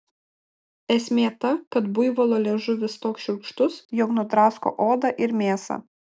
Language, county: Lithuanian, Klaipėda